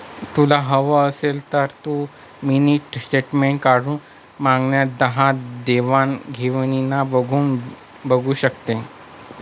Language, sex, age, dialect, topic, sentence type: Marathi, male, 36-40, Northern Konkan, banking, statement